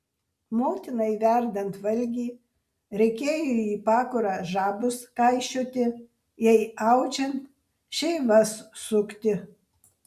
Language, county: Lithuanian, Vilnius